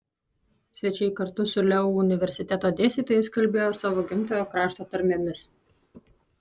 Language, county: Lithuanian, Alytus